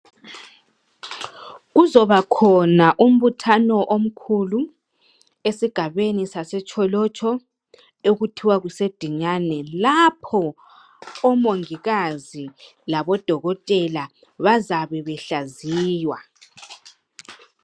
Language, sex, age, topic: North Ndebele, male, 50+, health